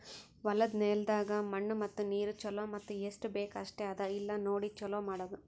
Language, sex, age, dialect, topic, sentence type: Kannada, female, 18-24, Northeastern, agriculture, statement